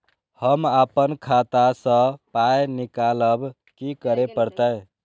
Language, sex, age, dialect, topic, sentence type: Maithili, male, 18-24, Eastern / Thethi, banking, question